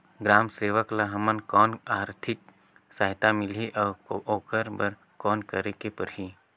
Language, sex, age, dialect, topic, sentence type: Chhattisgarhi, male, 18-24, Northern/Bhandar, agriculture, question